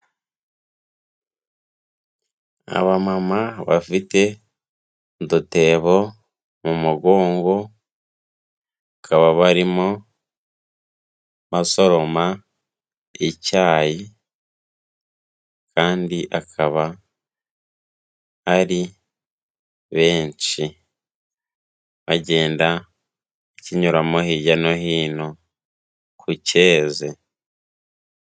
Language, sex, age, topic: Kinyarwanda, male, 18-24, agriculture